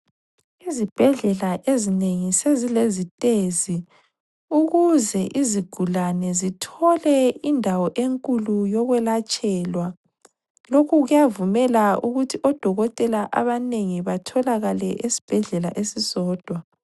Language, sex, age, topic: North Ndebele, female, 25-35, health